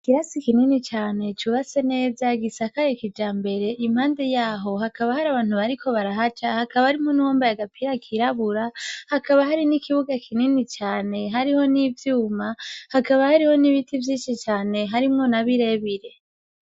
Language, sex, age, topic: Rundi, female, 18-24, education